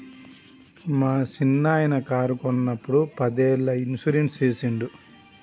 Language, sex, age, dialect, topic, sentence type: Telugu, male, 31-35, Telangana, banking, statement